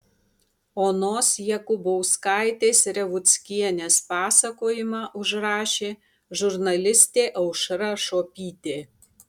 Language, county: Lithuanian, Tauragė